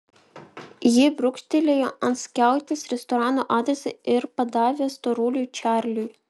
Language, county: Lithuanian, Vilnius